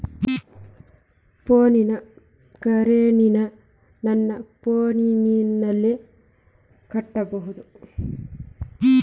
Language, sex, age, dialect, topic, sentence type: Kannada, female, 25-30, Dharwad Kannada, banking, question